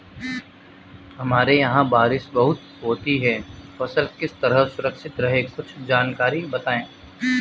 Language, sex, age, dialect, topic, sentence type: Hindi, male, 25-30, Marwari Dhudhari, agriculture, question